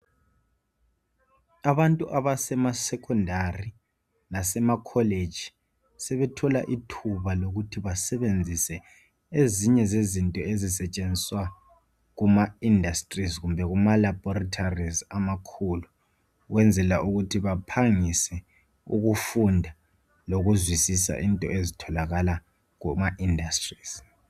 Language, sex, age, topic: North Ndebele, male, 18-24, education